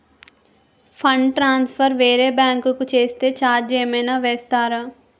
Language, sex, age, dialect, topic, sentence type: Telugu, female, 18-24, Utterandhra, banking, question